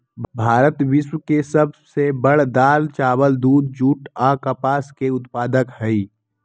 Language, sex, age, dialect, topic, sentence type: Magahi, male, 18-24, Western, agriculture, statement